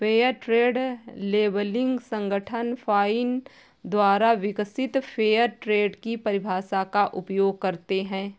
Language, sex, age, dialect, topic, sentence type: Hindi, female, 18-24, Awadhi Bundeli, banking, statement